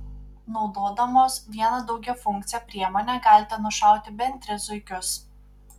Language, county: Lithuanian, Panevėžys